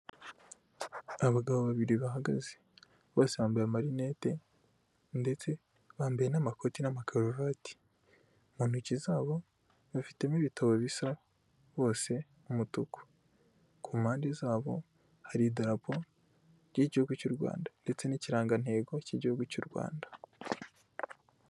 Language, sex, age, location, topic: Kinyarwanda, male, 18-24, Kigali, government